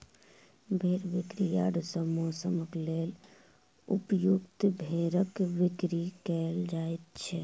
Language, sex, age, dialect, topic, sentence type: Maithili, male, 36-40, Southern/Standard, agriculture, statement